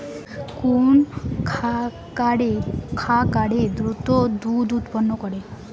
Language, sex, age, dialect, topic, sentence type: Bengali, female, 18-24, Western, agriculture, question